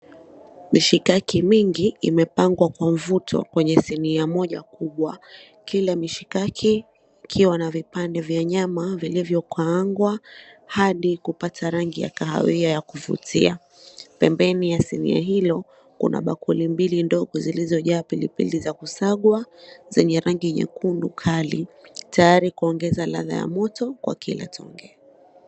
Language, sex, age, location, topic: Swahili, female, 25-35, Mombasa, agriculture